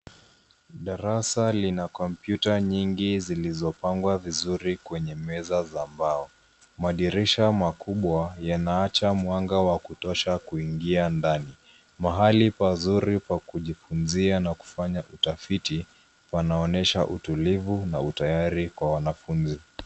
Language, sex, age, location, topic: Swahili, male, 25-35, Nairobi, education